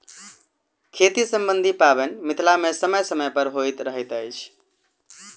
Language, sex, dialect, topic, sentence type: Maithili, male, Southern/Standard, agriculture, statement